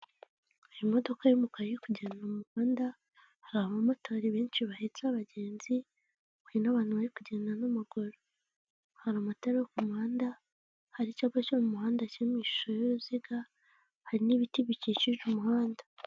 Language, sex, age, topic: Kinyarwanda, female, 18-24, government